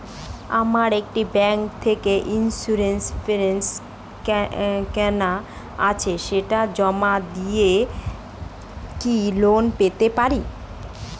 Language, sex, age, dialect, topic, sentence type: Bengali, female, 31-35, Standard Colloquial, banking, question